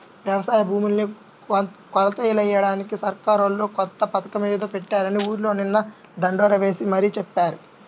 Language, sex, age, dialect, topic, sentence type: Telugu, male, 18-24, Central/Coastal, agriculture, statement